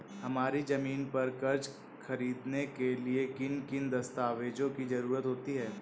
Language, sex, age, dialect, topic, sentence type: Hindi, male, 18-24, Awadhi Bundeli, banking, question